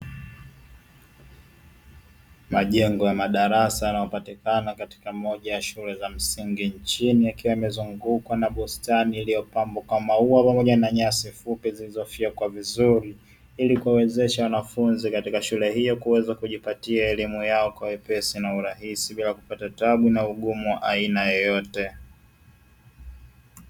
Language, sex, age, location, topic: Swahili, male, 18-24, Dar es Salaam, education